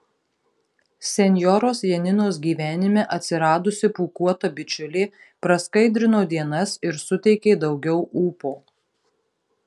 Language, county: Lithuanian, Marijampolė